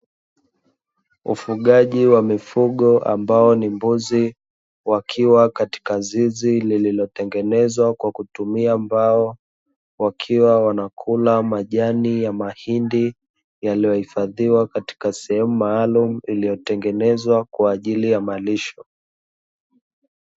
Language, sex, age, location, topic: Swahili, male, 25-35, Dar es Salaam, agriculture